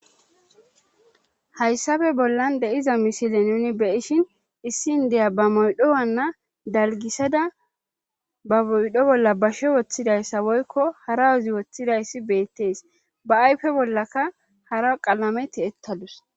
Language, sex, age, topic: Gamo, female, 18-24, government